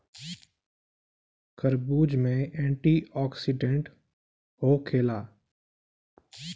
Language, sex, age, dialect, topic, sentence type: Bhojpuri, male, 25-30, Northern, agriculture, statement